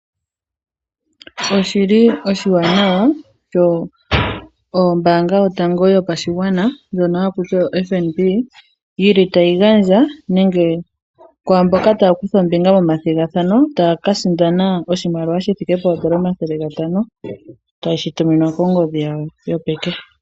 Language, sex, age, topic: Oshiwambo, female, 18-24, finance